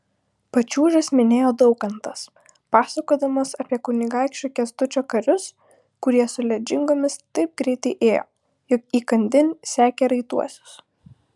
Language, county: Lithuanian, Utena